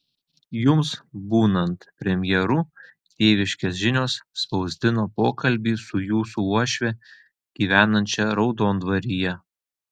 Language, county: Lithuanian, Telšiai